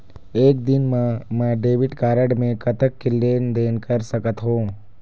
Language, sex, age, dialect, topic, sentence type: Chhattisgarhi, male, 25-30, Eastern, banking, question